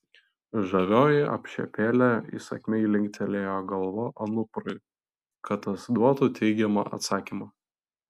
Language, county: Lithuanian, Vilnius